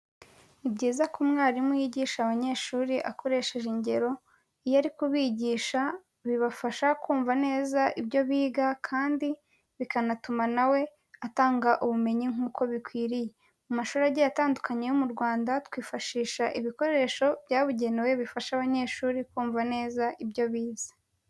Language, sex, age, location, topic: Kinyarwanda, female, 18-24, Kigali, health